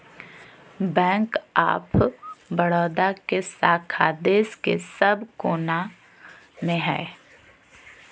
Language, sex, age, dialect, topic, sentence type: Magahi, female, 31-35, Southern, banking, statement